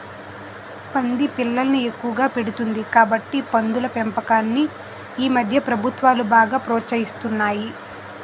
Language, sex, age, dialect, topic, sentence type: Telugu, female, 18-24, Utterandhra, agriculture, statement